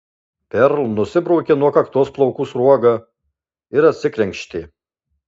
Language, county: Lithuanian, Alytus